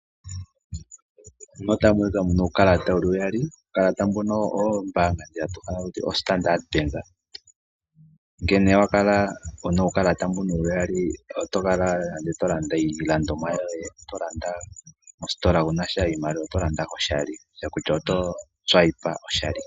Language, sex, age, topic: Oshiwambo, male, 18-24, finance